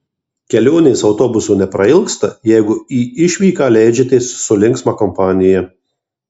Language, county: Lithuanian, Marijampolė